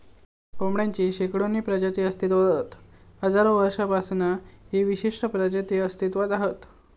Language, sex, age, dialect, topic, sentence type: Marathi, male, 18-24, Southern Konkan, agriculture, statement